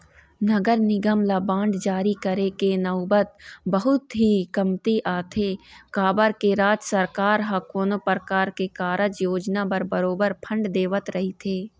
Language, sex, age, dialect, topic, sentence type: Chhattisgarhi, female, 18-24, Eastern, banking, statement